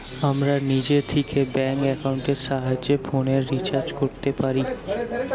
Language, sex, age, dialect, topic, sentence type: Bengali, male, 18-24, Western, banking, statement